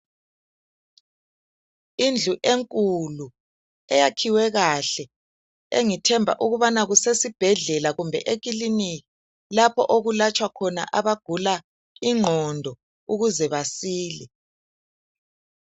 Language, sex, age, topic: North Ndebele, male, 50+, health